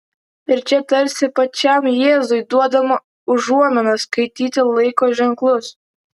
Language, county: Lithuanian, Vilnius